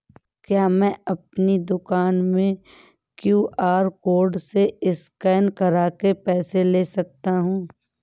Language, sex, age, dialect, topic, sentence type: Hindi, female, 31-35, Awadhi Bundeli, banking, question